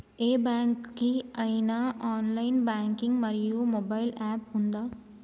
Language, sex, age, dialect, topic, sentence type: Telugu, female, 25-30, Telangana, banking, question